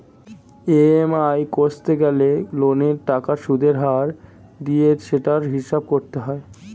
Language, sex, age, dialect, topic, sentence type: Bengali, male, 18-24, Standard Colloquial, banking, statement